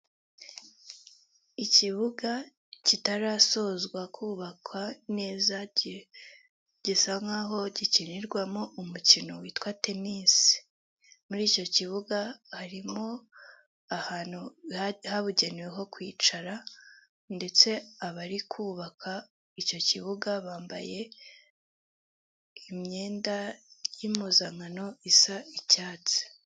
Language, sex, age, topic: Kinyarwanda, female, 18-24, government